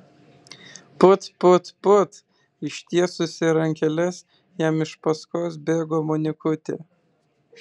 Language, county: Lithuanian, Utena